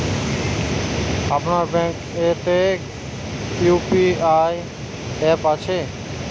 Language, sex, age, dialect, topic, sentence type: Bengali, male, 18-24, Western, banking, question